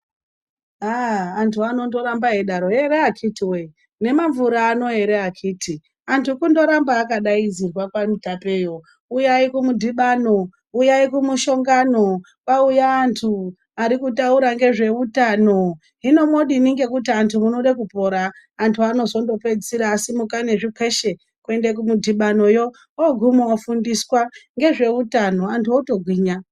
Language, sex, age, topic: Ndau, female, 36-49, health